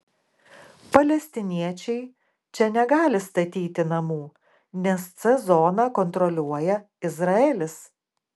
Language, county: Lithuanian, Klaipėda